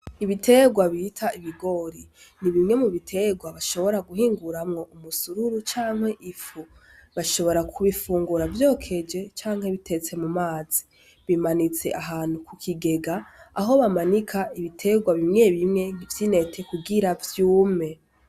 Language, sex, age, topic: Rundi, female, 18-24, agriculture